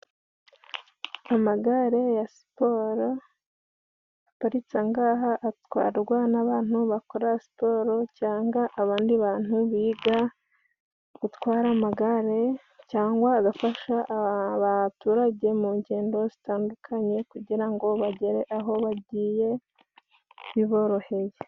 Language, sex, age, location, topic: Kinyarwanda, female, 25-35, Musanze, finance